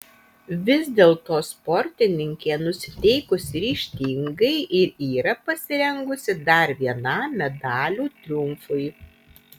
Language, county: Lithuanian, Utena